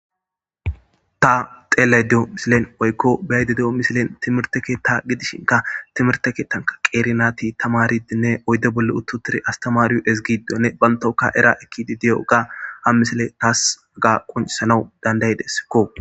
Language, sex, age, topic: Gamo, female, 18-24, government